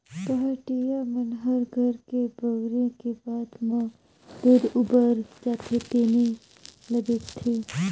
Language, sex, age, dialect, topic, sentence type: Chhattisgarhi, female, 25-30, Northern/Bhandar, agriculture, statement